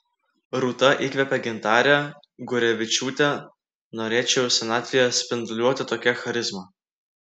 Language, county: Lithuanian, Klaipėda